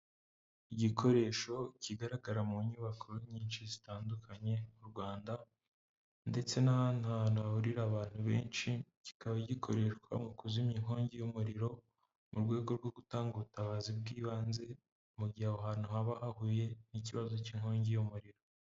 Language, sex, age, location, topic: Kinyarwanda, male, 18-24, Huye, government